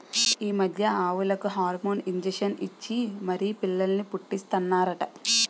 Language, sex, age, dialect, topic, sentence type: Telugu, female, 18-24, Utterandhra, agriculture, statement